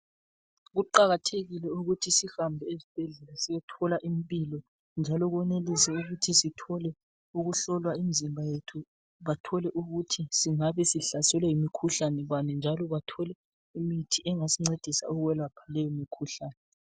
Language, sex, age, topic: North Ndebele, male, 36-49, health